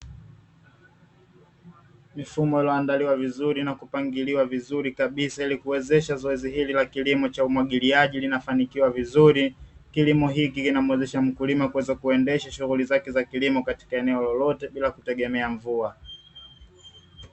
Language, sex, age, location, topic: Swahili, male, 25-35, Dar es Salaam, agriculture